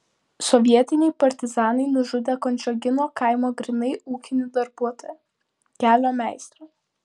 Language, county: Lithuanian, Vilnius